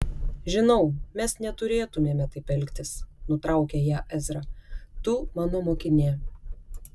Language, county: Lithuanian, Klaipėda